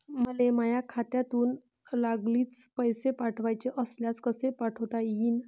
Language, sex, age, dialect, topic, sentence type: Marathi, female, 31-35, Varhadi, banking, question